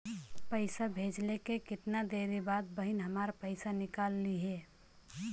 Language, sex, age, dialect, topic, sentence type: Bhojpuri, female, 25-30, Western, banking, question